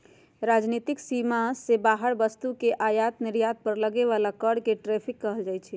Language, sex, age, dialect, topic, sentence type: Magahi, female, 60-100, Western, banking, statement